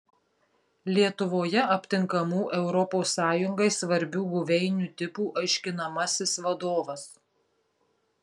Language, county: Lithuanian, Marijampolė